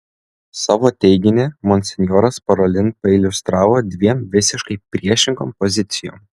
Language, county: Lithuanian, Klaipėda